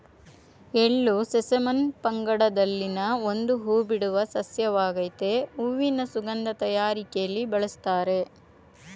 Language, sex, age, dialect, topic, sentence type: Kannada, female, 41-45, Mysore Kannada, agriculture, statement